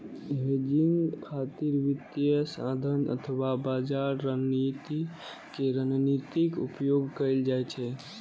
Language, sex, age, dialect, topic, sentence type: Maithili, male, 18-24, Eastern / Thethi, banking, statement